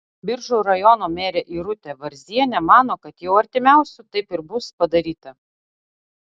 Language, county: Lithuanian, Utena